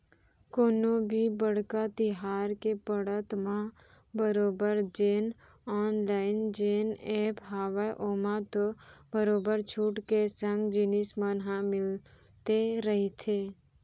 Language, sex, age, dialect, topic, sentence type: Chhattisgarhi, female, 18-24, Central, banking, statement